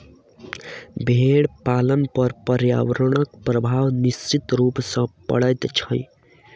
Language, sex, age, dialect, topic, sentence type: Maithili, male, 18-24, Southern/Standard, agriculture, statement